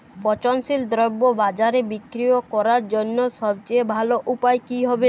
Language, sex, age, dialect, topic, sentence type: Bengali, male, 31-35, Jharkhandi, agriculture, statement